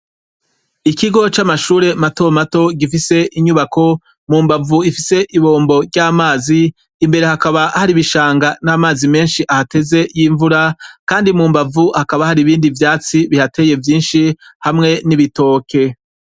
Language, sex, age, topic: Rundi, male, 36-49, education